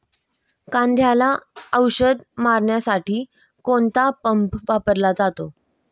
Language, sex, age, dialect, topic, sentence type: Marathi, female, 18-24, Standard Marathi, agriculture, question